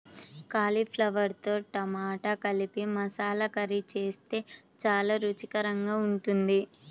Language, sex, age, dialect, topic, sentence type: Telugu, female, 18-24, Central/Coastal, agriculture, statement